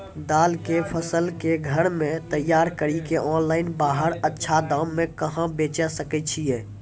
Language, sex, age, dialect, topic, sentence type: Maithili, female, 46-50, Angika, agriculture, question